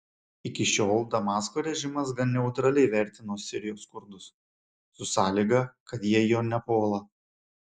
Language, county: Lithuanian, Šiauliai